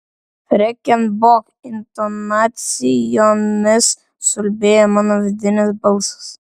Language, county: Lithuanian, Vilnius